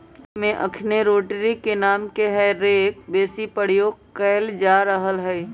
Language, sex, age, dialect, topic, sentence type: Magahi, female, 25-30, Western, agriculture, statement